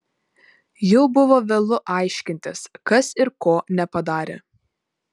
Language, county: Lithuanian, Panevėžys